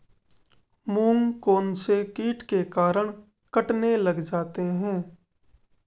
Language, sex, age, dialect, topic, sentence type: Hindi, male, 18-24, Marwari Dhudhari, agriculture, question